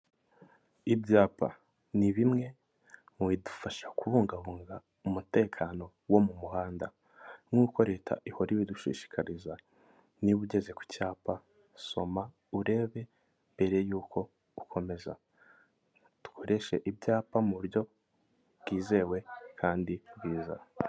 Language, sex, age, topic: Kinyarwanda, male, 18-24, government